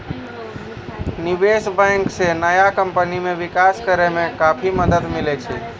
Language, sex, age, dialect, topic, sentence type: Maithili, male, 18-24, Angika, banking, statement